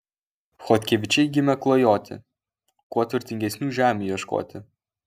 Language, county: Lithuanian, Kaunas